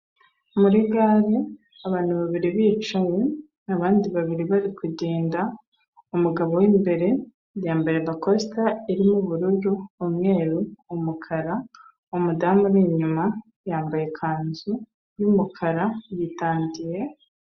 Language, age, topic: Kinyarwanda, 25-35, government